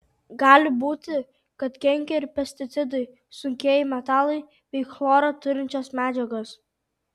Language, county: Lithuanian, Tauragė